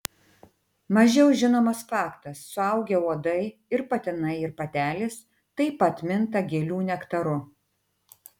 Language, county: Lithuanian, Tauragė